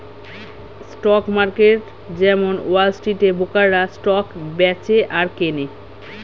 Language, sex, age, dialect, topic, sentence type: Bengali, female, 31-35, Standard Colloquial, banking, statement